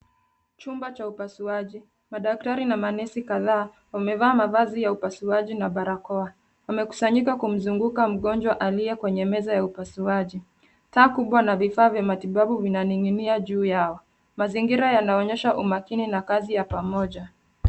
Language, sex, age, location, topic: Swahili, female, 25-35, Nairobi, health